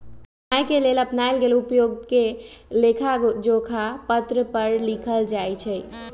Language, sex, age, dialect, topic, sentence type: Magahi, female, 31-35, Western, banking, statement